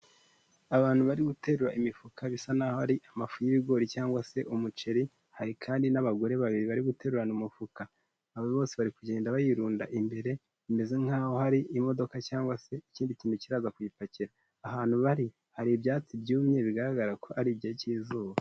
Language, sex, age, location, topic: Kinyarwanda, male, 18-24, Kigali, health